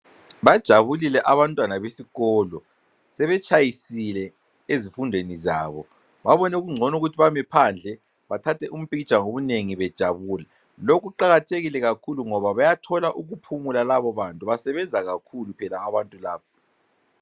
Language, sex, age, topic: North Ndebele, female, 36-49, health